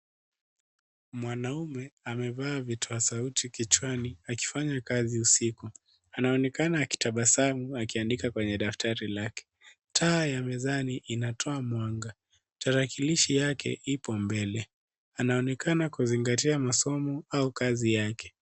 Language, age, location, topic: Swahili, 36-49, Nairobi, education